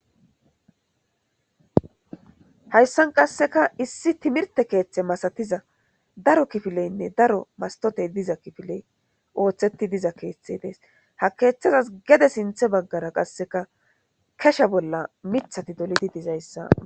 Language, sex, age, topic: Gamo, female, 25-35, government